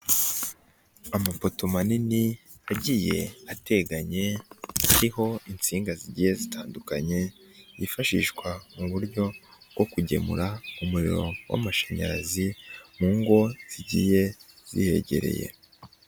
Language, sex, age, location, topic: Kinyarwanda, male, 18-24, Nyagatare, government